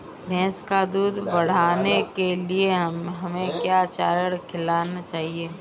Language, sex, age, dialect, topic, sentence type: Hindi, female, 18-24, Kanauji Braj Bhasha, agriculture, question